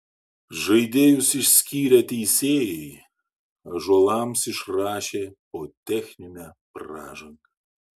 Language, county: Lithuanian, Šiauliai